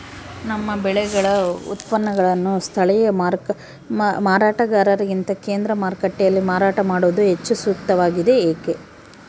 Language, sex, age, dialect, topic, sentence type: Kannada, female, 18-24, Central, agriculture, question